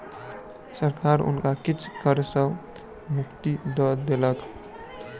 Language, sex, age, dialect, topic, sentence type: Maithili, male, 18-24, Southern/Standard, banking, statement